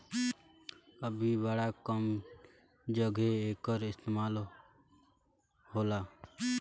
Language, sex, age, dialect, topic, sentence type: Bhojpuri, male, 18-24, Northern, agriculture, statement